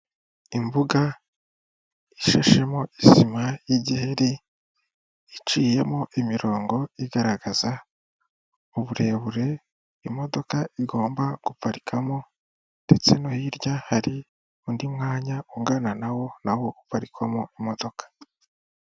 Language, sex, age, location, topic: Kinyarwanda, female, 25-35, Kigali, finance